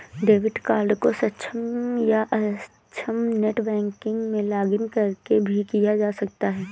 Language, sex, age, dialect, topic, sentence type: Hindi, female, 18-24, Awadhi Bundeli, banking, statement